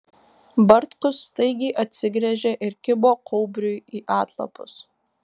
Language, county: Lithuanian, Tauragė